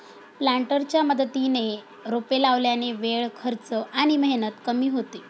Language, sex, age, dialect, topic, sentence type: Marathi, female, 46-50, Standard Marathi, agriculture, statement